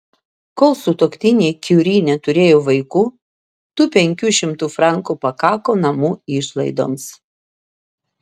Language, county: Lithuanian, Vilnius